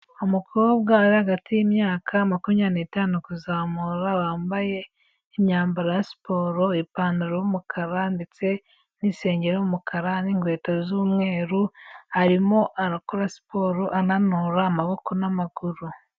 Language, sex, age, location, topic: Kinyarwanda, female, 18-24, Kigali, health